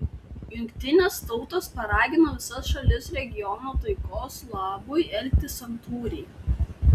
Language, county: Lithuanian, Tauragė